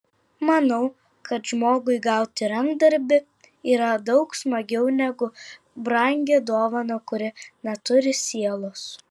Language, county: Lithuanian, Vilnius